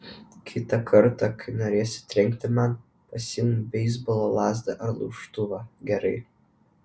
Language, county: Lithuanian, Vilnius